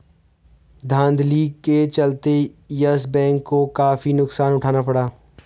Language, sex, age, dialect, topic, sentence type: Hindi, male, 41-45, Garhwali, banking, statement